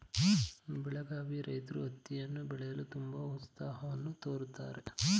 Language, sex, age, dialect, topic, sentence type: Kannada, male, 25-30, Mysore Kannada, agriculture, statement